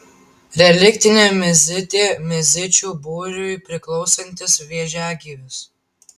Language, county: Lithuanian, Tauragė